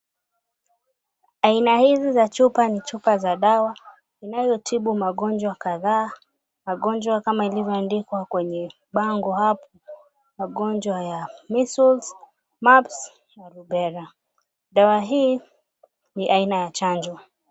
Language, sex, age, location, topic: Swahili, female, 25-35, Mombasa, health